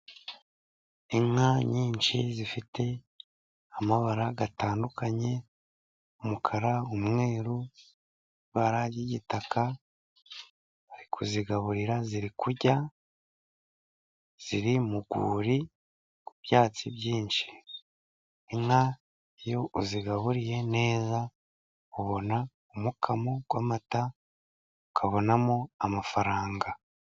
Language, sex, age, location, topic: Kinyarwanda, male, 36-49, Musanze, agriculture